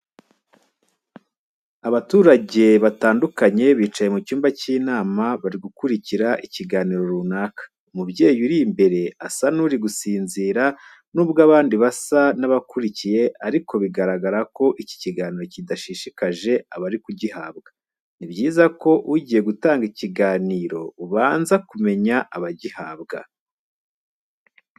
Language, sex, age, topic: Kinyarwanda, male, 25-35, education